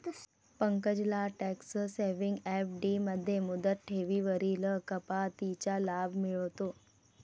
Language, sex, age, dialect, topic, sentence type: Marathi, female, 31-35, Varhadi, banking, statement